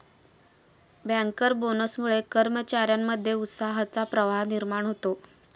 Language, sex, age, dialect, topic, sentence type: Marathi, female, 25-30, Standard Marathi, banking, statement